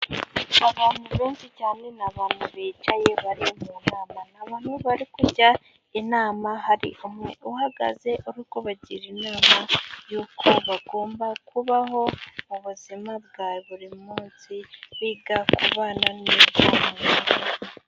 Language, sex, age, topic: Kinyarwanda, female, 18-24, government